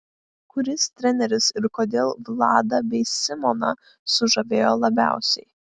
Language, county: Lithuanian, Klaipėda